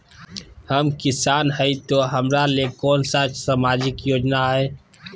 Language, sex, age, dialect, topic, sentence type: Magahi, male, 31-35, Southern, banking, question